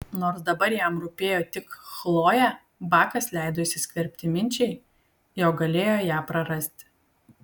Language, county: Lithuanian, Kaunas